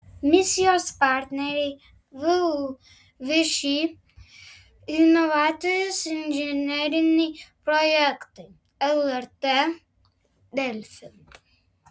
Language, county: Lithuanian, Vilnius